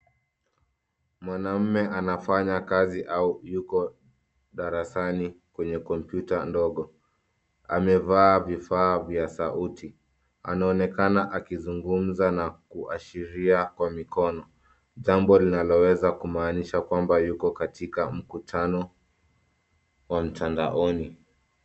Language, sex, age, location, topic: Swahili, male, 25-35, Nairobi, education